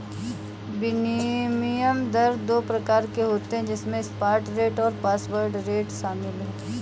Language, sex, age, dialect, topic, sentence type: Hindi, female, 18-24, Awadhi Bundeli, banking, statement